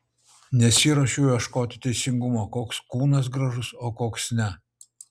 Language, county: Lithuanian, Utena